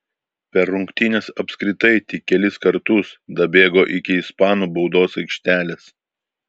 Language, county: Lithuanian, Vilnius